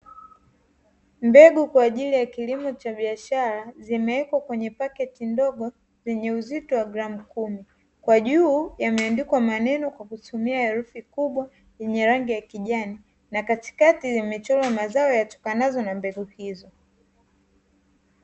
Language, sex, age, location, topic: Swahili, female, 18-24, Dar es Salaam, agriculture